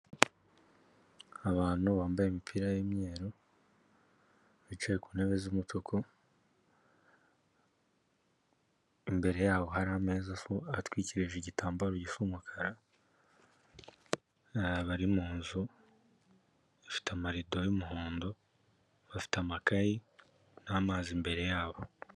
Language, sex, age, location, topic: Kinyarwanda, male, 18-24, Kigali, government